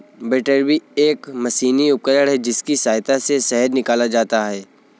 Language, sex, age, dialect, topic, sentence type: Hindi, male, 25-30, Kanauji Braj Bhasha, agriculture, statement